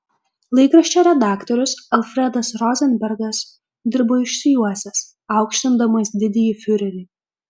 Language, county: Lithuanian, Kaunas